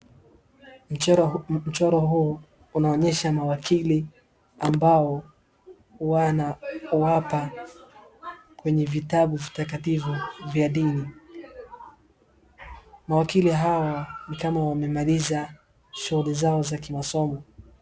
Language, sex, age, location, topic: Swahili, male, 18-24, Wajir, government